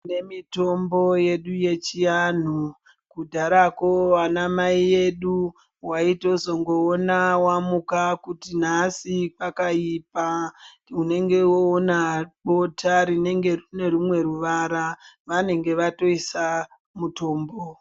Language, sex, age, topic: Ndau, female, 25-35, health